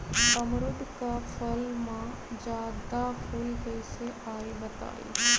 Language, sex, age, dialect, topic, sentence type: Magahi, female, 31-35, Western, agriculture, question